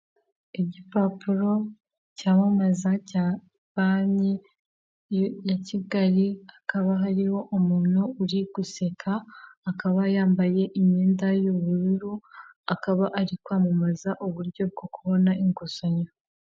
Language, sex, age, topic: Kinyarwanda, female, 18-24, finance